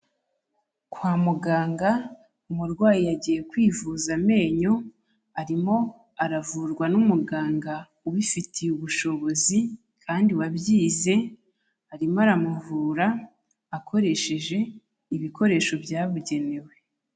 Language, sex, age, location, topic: Kinyarwanda, female, 25-35, Kigali, health